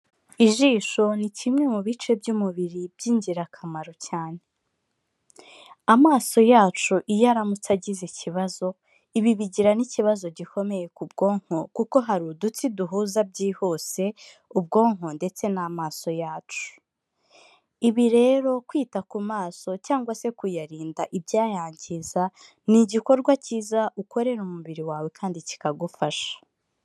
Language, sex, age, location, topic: Kinyarwanda, female, 25-35, Kigali, health